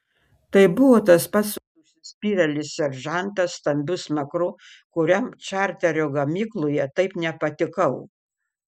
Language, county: Lithuanian, Panevėžys